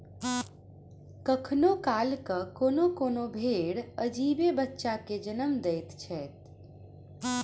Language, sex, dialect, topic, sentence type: Maithili, female, Southern/Standard, agriculture, statement